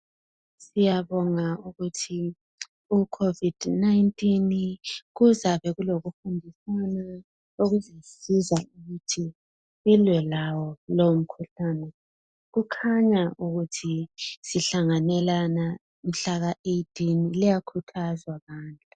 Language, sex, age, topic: North Ndebele, female, 25-35, health